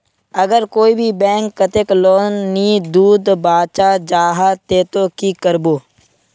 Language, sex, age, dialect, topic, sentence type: Magahi, male, 18-24, Northeastern/Surjapuri, banking, question